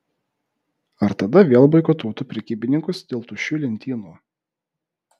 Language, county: Lithuanian, Vilnius